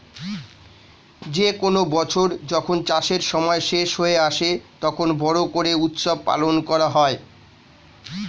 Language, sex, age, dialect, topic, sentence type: Bengali, male, 46-50, Standard Colloquial, agriculture, statement